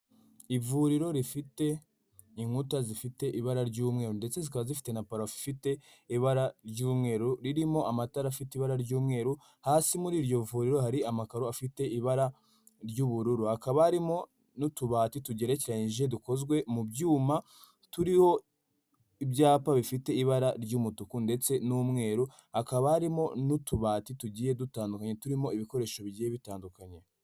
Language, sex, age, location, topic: Kinyarwanda, female, 18-24, Kigali, health